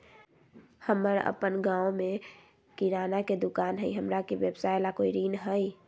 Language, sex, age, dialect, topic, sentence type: Magahi, female, 60-100, Southern, banking, question